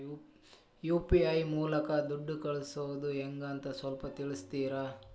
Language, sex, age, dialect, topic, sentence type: Kannada, male, 18-24, Dharwad Kannada, banking, question